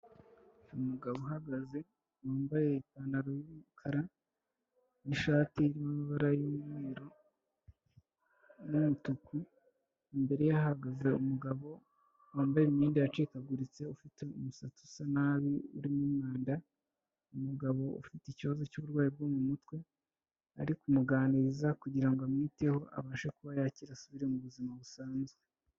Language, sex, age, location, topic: Kinyarwanda, male, 25-35, Kigali, health